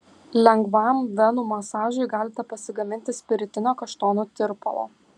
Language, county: Lithuanian, Kaunas